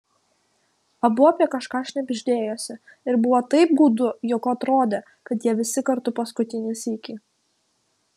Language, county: Lithuanian, Kaunas